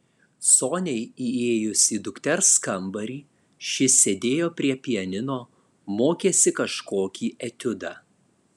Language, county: Lithuanian, Alytus